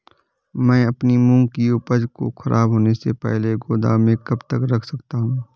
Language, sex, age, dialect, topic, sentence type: Hindi, male, 25-30, Awadhi Bundeli, agriculture, question